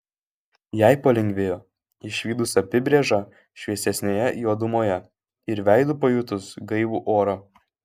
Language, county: Lithuanian, Kaunas